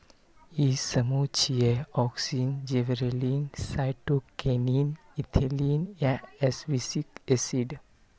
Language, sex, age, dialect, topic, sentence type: Maithili, male, 18-24, Eastern / Thethi, agriculture, statement